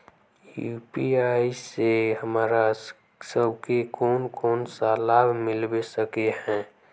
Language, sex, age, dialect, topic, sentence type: Magahi, male, 18-24, Northeastern/Surjapuri, banking, question